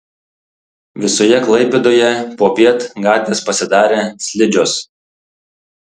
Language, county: Lithuanian, Tauragė